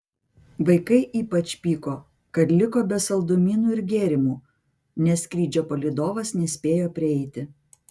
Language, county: Lithuanian, Vilnius